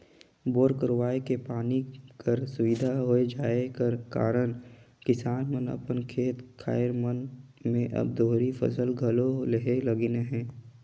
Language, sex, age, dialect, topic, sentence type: Chhattisgarhi, male, 18-24, Northern/Bhandar, agriculture, statement